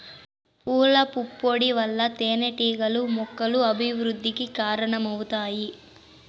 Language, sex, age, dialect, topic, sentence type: Telugu, female, 18-24, Southern, agriculture, statement